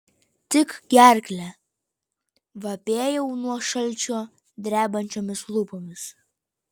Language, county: Lithuanian, Vilnius